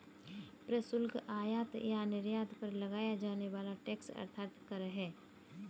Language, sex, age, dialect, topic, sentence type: Hindi, female, 18-24, Kanauji Braj Bhasha, banking, statement